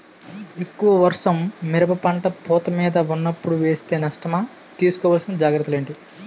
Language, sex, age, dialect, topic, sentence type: Telugu, male, 18-24, Utterandhra, agriculture, question